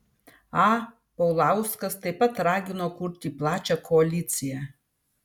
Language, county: Lithuanian, Vilnius